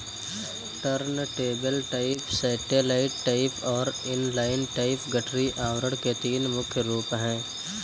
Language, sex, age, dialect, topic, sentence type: Hindi, male, 18-24, Kanauji Braj Bhasha, agriculture, statement